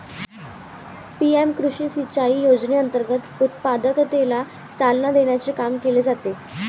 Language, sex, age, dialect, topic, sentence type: Marathi, female, 18-24, Varhadi, agriculture, statement